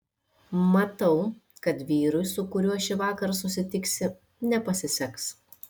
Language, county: Lithuanian, Šiauliai